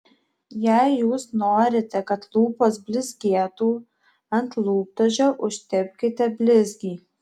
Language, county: Lithuanian, Alytus